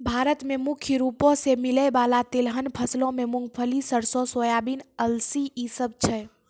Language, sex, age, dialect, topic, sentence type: Maithili, male, 18-24, Angika, agriculture, statement